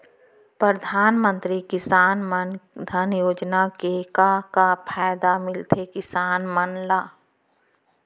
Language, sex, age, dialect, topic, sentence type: Chhattisgarhi, female, 31-35, Central, agriculture, question